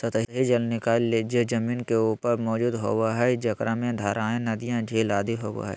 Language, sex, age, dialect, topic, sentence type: Magahi, male, 25-30, Southern, agriculture, statement